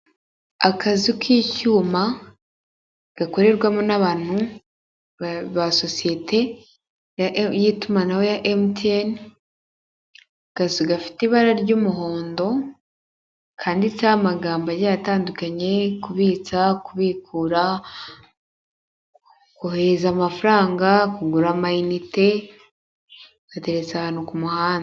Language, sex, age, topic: Kinyarwanda, female, 18-24, finance